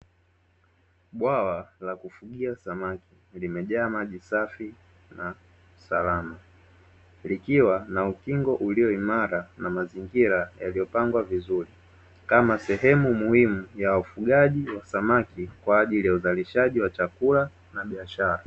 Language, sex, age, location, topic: Swahili, male, 18-24, Dar es Salaam, agriculture